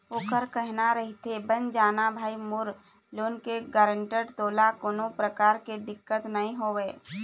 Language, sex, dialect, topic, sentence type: Chhattisgarhi, female, Eastern, banking, statement